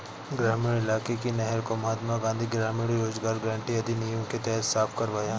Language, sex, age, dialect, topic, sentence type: Hindi, male, 31-35, Awadhi Bundeli, banking, statement